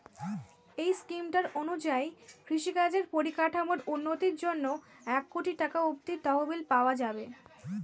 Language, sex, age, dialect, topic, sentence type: Bengali, female, <18, Standard Colloquial, agriculture, statement